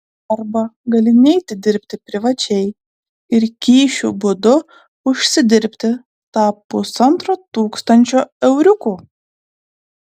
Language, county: Lithuanian, Klaipėda